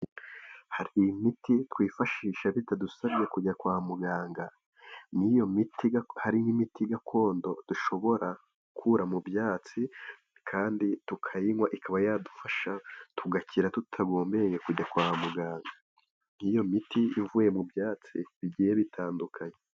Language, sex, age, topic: Kinyarwanda, male, 18-24, health